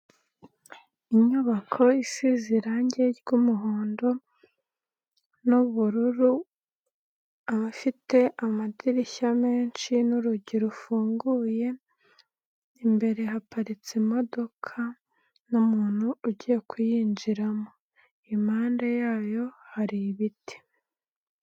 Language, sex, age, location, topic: Kinyarwanda, male, 25-35, Nyagatare, government